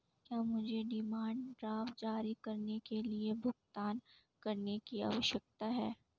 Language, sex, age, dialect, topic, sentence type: Hindi, female, 18-24, Marwari Dhudhari, banking, question